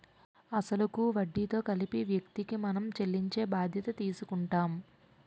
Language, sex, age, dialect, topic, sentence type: Telugu, female, 18-24, Utterandhra, banking, statement